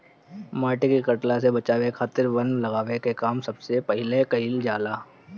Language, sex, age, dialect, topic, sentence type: Bhojpuri, male, 25-30, Northern, agriculture, statement